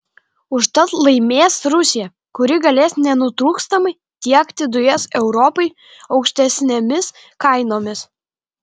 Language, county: Lithuanian, Kaunas